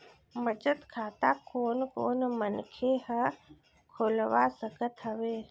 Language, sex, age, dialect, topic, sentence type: Chhattisgarhi, female, 60-100, Central, banking, question